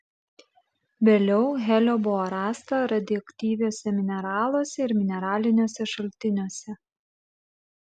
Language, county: Lithuanian, Klaipėda